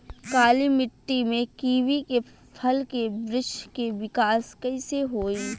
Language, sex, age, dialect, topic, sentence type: Bhojpuri, female, 25-30, Western, agriculture, question